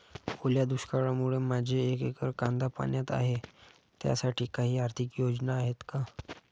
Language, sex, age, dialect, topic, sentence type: Marathi, male, 25-30, Standard Marathi, agriculture, question